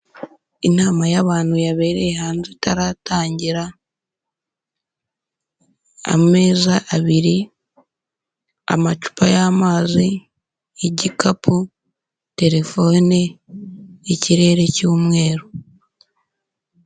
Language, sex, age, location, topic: Kinyarwanda, female, 18-24, Huye, government